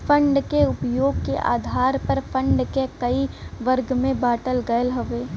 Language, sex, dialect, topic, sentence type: Bhojpuri, female, Western, banking, statement